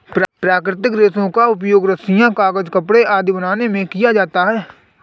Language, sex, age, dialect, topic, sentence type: Hindi, male, 25-30, Awadhi Bundeli, agriculture, statement